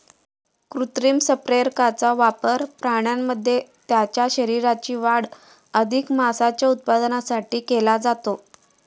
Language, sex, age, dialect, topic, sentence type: Marathi, female, 25-30, Standard Marathi, agriculture, statement